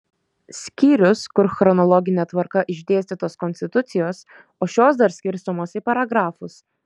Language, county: Lithuanian, Šiauliai